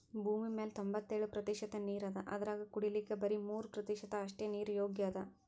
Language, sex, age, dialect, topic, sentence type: Kannada, female, 18-24, Northeastern, agriculture, statement